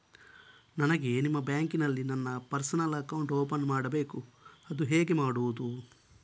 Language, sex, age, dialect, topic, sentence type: Kannada, male, 18-24, Coastal/Dakshin, banking, question